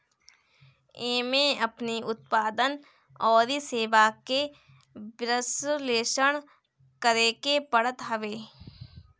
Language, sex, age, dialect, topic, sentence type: Bhojpuri, female, 18-24, Northern, banking, statement